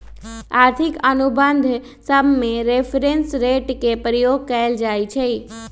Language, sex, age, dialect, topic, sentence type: Magahi, male, 18-24, Western, banking, statement